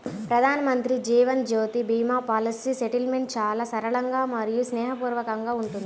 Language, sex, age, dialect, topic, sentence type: Telugu, female, 18-24, Central/Coastal, banking, statement